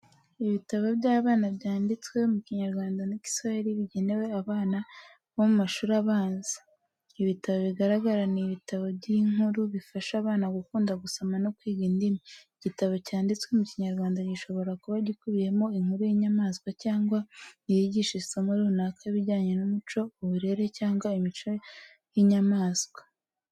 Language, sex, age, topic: Kinyarwanda, female, 18-24, education